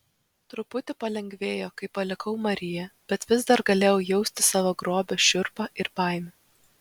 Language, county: Lithuanian, Vilnius